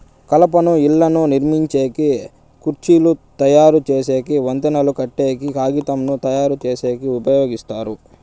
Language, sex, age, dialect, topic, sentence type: Telugu, male, 18-24, Southern, agriculture, statement